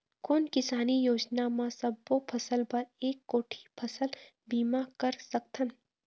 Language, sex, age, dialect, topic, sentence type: Chhattisgarhi, female, 25-30, Eastern, agriculture, question